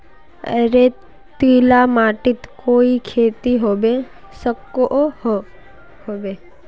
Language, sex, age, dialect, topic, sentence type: Magahi, female, 18-24, Northeastern/Surjapuri, agriculture, question